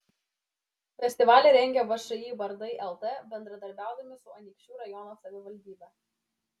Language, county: Lithuanian, Klaipėda